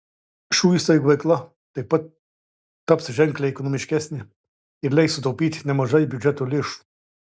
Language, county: Lithuanian, Klaipėda